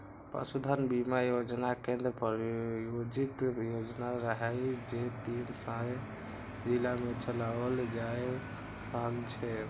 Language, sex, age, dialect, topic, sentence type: Maithili, male, 51-55, Eastern / Thethi, agriculture, statement